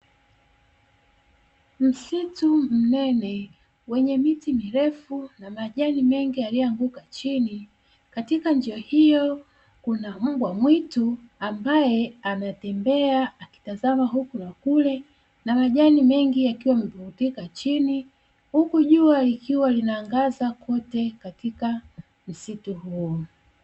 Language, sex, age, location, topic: Swahili, female, 36-49, Dar es Salaam, agriculture